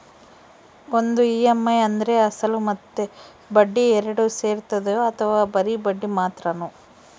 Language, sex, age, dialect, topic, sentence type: Kannada, female, 51-55, Central, banking, question